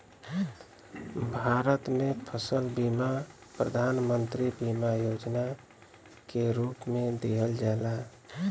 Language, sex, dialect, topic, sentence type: Bhojpuri, male, Western, banking, statement